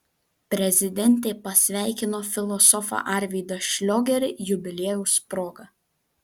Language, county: Lithuanian, Vilnius